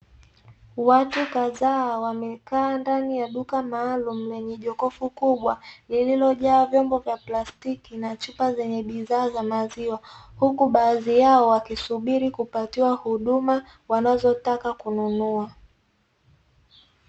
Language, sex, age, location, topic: Swahili, female, 18-24, Dar es Salaam, finance